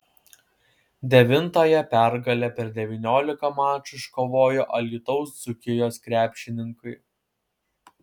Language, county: Lithuanian, Kaunas